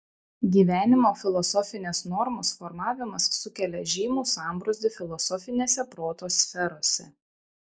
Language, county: Lithuanian, Šiauliai